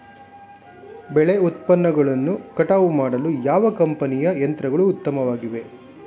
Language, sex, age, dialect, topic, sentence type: Kannada, male, 51-55, Mysore Kannada, agriculture, question